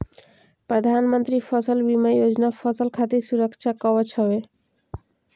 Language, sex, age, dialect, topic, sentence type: Bhojpuri, male, 18-24, Northern, agriculture, statement